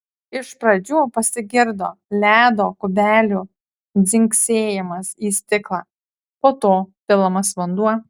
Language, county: Lithuanian, Utena